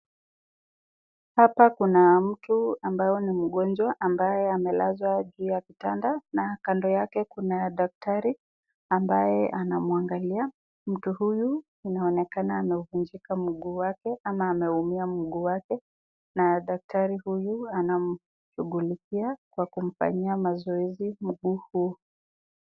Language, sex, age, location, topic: Swahili, female, 36-49, Nakuru, health